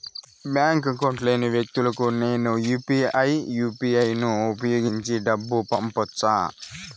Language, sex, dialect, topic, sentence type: Telugu, male, Southern, banking, question